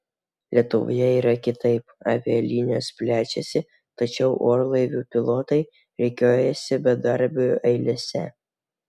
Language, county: Lithuanian, Vilnius